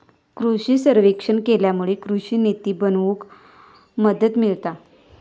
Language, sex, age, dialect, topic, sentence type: Marathi, female, 25-30, Southern Konkan, agriculture, statement